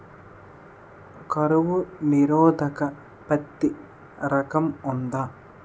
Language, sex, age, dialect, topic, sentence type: Telugu, male, 18-24, Utterandhra, agriculture, question